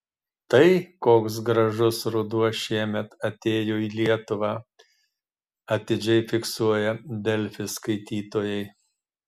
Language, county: Lithuanian, Marijampolė